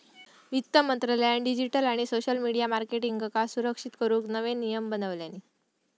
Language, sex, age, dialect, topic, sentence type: Marathi, female, 18-24, Southern Konkan, banking, statement